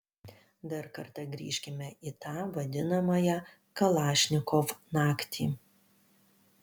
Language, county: Lithuanian, Panevėžys